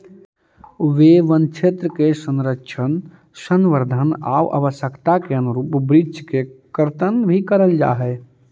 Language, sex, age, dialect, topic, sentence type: Magahi, male, 18-24, Central/Standard, banking, statement